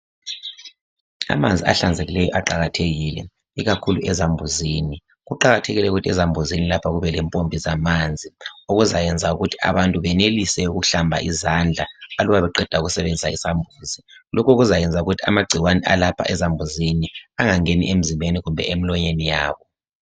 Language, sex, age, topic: North Ndebele, male, 36-49, education